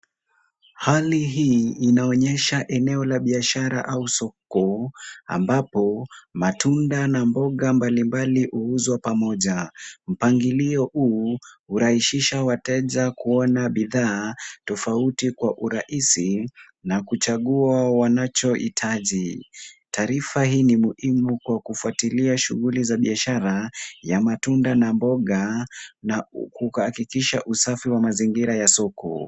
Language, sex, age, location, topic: Swahili, male, 18-24, Kisumu, agriculture